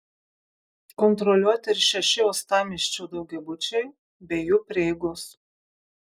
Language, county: Lithuanian, Kaunas